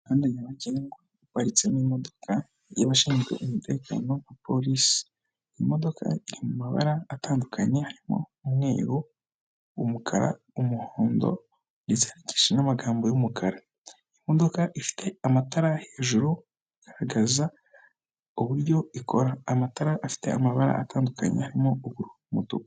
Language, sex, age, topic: Kinyarwanda, male, 18-24, government